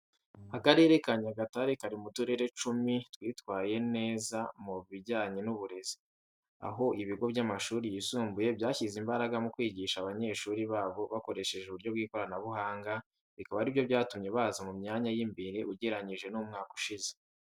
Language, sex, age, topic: Kinyarwanda, male, 18-24, education